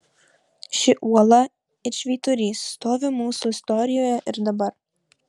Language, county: Lithuanian, Marijampolė